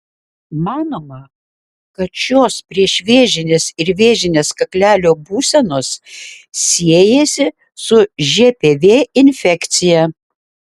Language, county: Lithuanian, Šiauliai